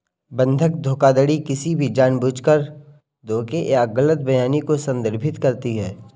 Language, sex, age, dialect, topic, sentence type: Hindi, male, 18-24, Kanauji Braj Bhasha, banking, statement